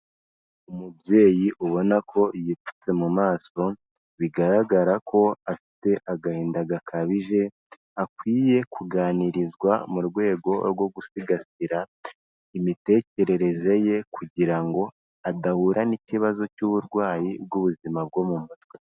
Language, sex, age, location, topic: Kinyarwanda, female, 25-35, Kigali, health